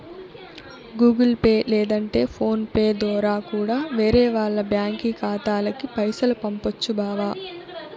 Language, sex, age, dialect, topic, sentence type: Telugu, female, 18-24, Southern, banking, statement